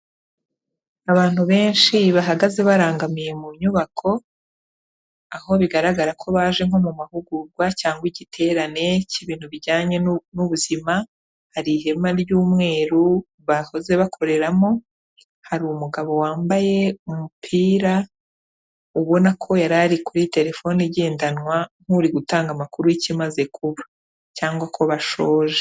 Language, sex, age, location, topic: Kinyarwanda, female, 36-49, Kigali, health